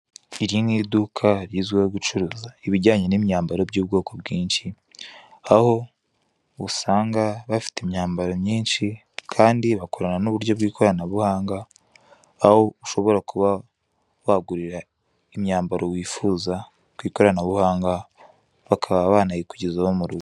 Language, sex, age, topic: Kinyarwanda, male, 18-24, finance